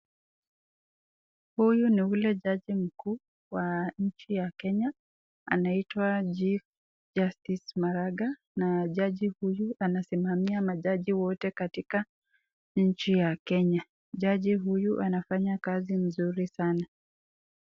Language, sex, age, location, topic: Swahili, female, 36-49, Nakuru, government